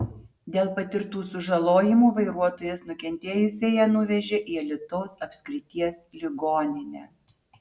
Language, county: Lithuanian, Utena